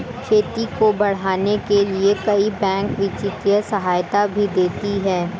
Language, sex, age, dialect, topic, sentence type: Hindi, female, 18-24, Hindustani Malvi Khadi Boli, agriculture, statement